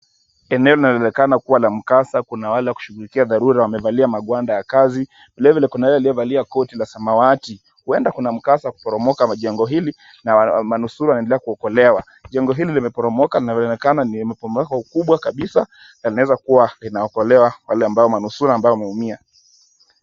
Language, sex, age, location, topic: Swahili, male, 25-35, Kisumu, health